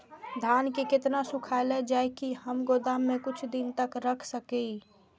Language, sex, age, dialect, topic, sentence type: Maithili, female, 18-24, Eastern / Thethi, agriculture, question